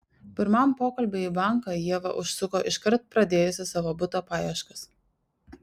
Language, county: Lithuanian, Šiauliai